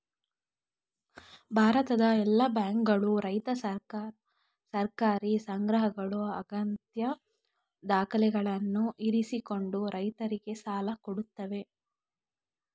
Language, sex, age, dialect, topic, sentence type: Kannada, female, 25-30, Mysore Kannada, agriculture, statement